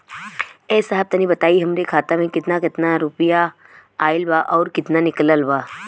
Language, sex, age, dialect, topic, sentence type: Bhojpuri, female, 25-30, Western, banking, question